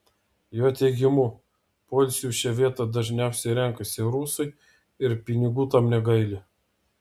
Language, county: Lithuanian, Vilnius